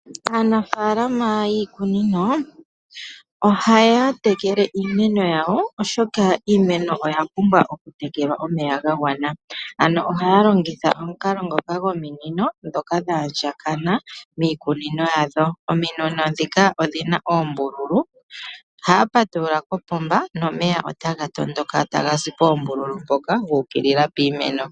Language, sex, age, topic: Oshiwambo, male, 18-24, agriculture